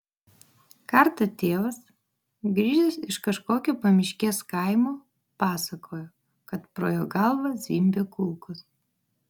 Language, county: Lithuanian, Vilnius